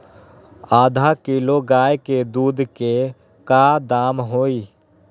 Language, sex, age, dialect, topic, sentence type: Magahi, male, 18-24, Western, agriculture, question